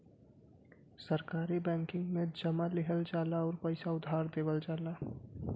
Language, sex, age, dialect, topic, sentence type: Bhojpuri, male, 18-24, Western, banking, statement